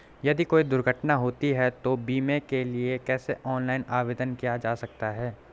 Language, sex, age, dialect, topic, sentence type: Hindi, male, 18-24, Garhwali, banking, question